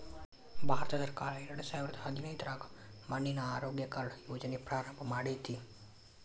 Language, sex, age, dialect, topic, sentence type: Kannada, male, 25-30, Dharwad Kannada, agriculture, statement